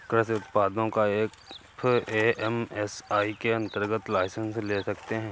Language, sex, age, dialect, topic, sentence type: Hindi, male, 18-24, Awadhi Bundeli, agriculture, statement